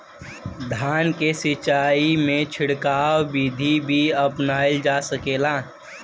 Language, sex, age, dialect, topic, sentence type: Bhojpuri, female, 18-24, Western, agriculture, question